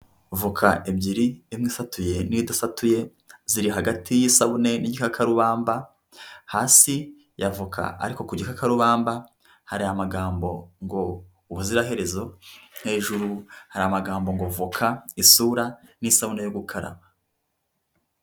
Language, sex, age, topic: Kinyarwanda, male, 25-35, health